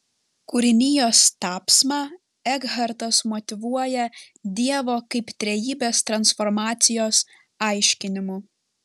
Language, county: Lithuanian, Panevėžys